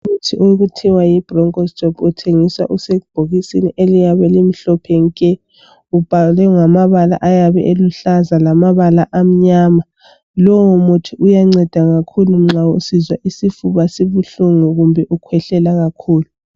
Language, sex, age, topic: North Ndebele, female, 36-49, health